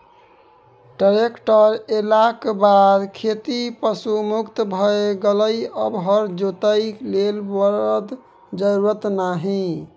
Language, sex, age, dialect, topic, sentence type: Maithili, male, 18-24, Bajjika, agriculture, statement